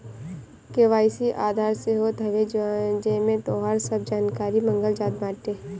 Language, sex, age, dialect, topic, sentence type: Bhojpuri, female, 18-24, Northern, banking, statement